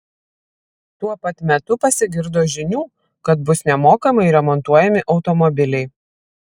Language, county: Lithuanian, Vilnius